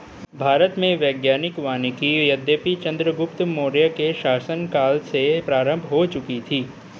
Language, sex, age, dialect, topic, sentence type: Hindi, male, 18-24, Hindustani Malvi Khadi Boli, agriculture, statement